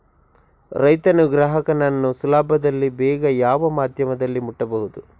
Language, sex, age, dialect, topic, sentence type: Kannada, male, 56-60, Coastal/Dakshin, agriculture, question